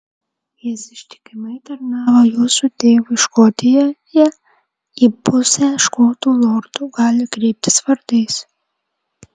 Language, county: Lithuanian, Vilnius